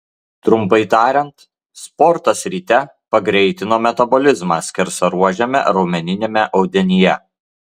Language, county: Lithuanian, Klaipėda